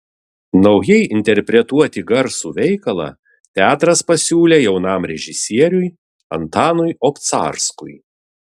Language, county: Lithuanian, Vilnius